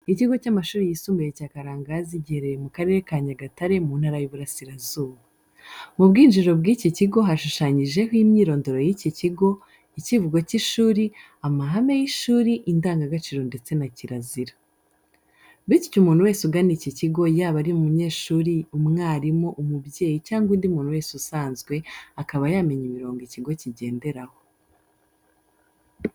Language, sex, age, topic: Kinyarwanda, female, 25-35, education